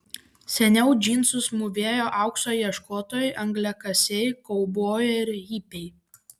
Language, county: Lithuanian, Panevėžys